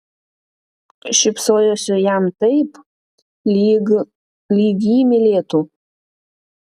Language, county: Lithuanian, Panevėžys